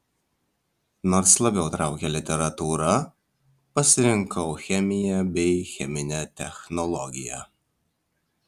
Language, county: Lithuanian, Vilnius